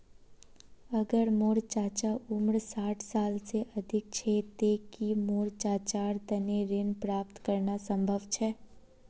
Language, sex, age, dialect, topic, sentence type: Magahi, female, 36-40, Northeastern/Surjapuri, banking, statement